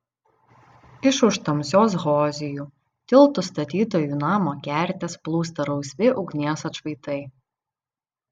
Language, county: Lithuanian, Vilnius